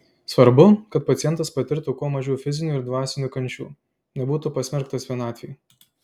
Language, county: Lithuanian, Klaipėda